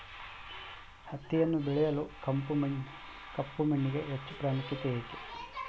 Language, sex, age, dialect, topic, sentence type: Kannada, male, 25-30, Central, agriculture, question